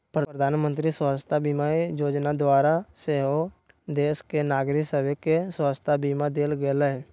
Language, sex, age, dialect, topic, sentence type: Magahi, male, 60-100, Western, banking, statement